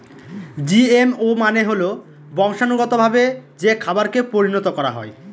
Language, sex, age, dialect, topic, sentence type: Bengali, male, 25-30, Northern/Varendri, agriculture, statement